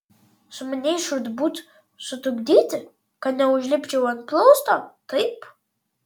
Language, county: Lithuanian, Vilnius